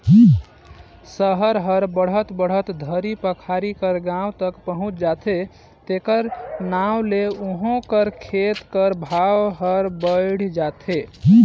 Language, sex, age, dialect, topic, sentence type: Chhattisgarhi, male, 18-24, Northern/Bhandar, agriculture, statement